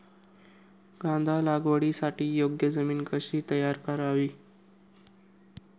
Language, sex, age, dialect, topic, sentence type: Marathi, male, 25-30, Standard Marathi, agriculture, question